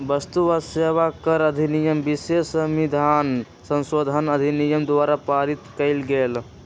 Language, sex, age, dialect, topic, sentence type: Magahi, male, 18-24, Western, banking, statement